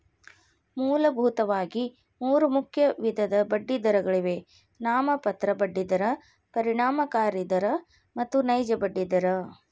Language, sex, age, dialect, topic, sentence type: Kannada, female, 41-45, Dharwad Kannada, banking, statement